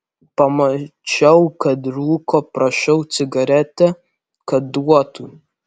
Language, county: Lithuanian, Alytus